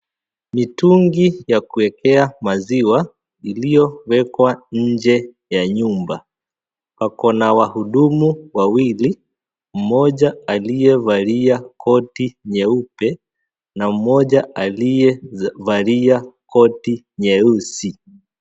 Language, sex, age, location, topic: Swahili, male, 25-35, Kisii, agriculture